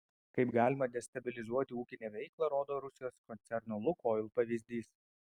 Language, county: Lithuanian, Vilnius